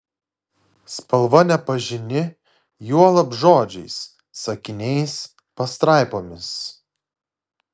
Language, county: Lithuanian, Klaipėda